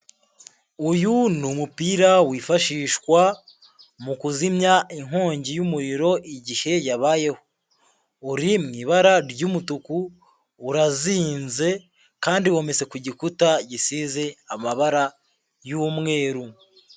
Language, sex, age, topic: Kinyarwanda, male, 18-24, government